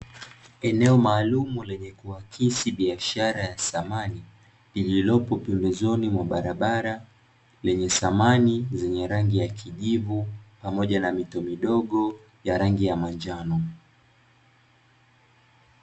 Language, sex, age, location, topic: Swahili, male, 18-24, Dar es Salaam, finance